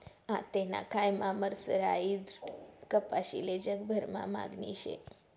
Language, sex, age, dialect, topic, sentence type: Marathi, female, 25-30, Northern Konkan, agriculture, statement